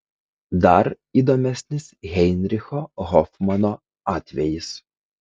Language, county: Lithuanian, Kaunas